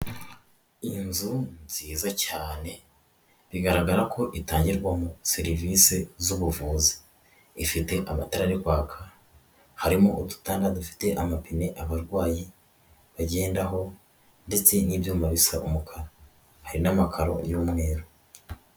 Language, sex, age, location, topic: Kinyarwanda, female, 18-24, Huye, health